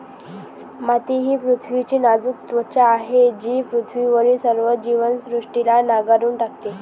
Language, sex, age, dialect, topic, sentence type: Marathi, female, 18-24, Varhadi, agriculture, statement